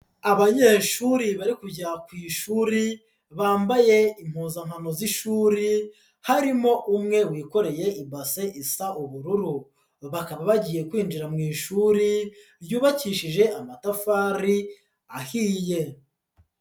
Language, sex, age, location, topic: Kinyarwanda, female, 25-35, Huye, education